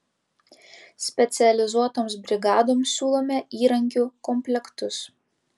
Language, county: Lithuanian, Vilnius